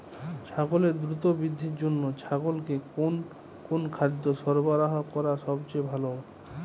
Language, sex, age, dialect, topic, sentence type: Bengali, male, 25-30, Jharkhandi, agriculture, question